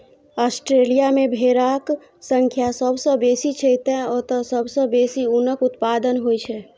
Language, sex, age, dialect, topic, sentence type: Maithili, female, 25-30, Eastern / Thethi, agriculture, statement